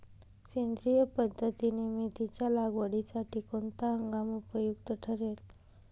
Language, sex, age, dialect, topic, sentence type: Marathi, female, 18-24, Northern Konkan, agriculture, question